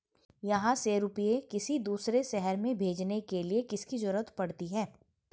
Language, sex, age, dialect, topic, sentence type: Hindi, female, 41-45, Hindustani Malvi Khadi Boli, banking, question